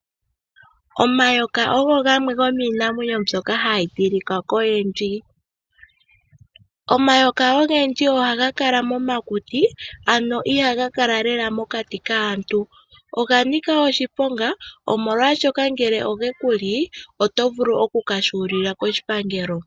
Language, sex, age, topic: Oshiwambo, female, 25-35, agriculture